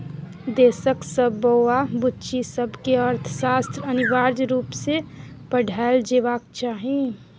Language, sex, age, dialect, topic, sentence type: Maithili, female, 60-100, Bajjika, banking, statement